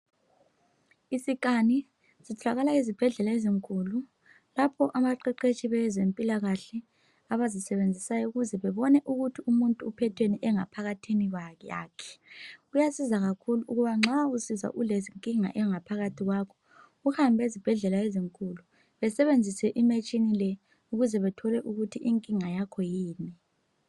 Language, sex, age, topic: North Ndebele, male, 25-35, health